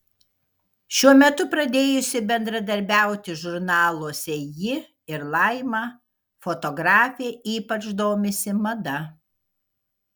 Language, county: Lithuanian, Kaunas